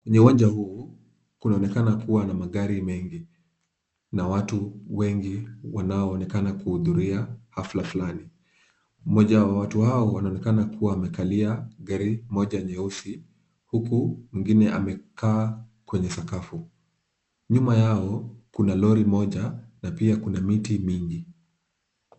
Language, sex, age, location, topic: Swahili, male, 25-35, Kisumu, finance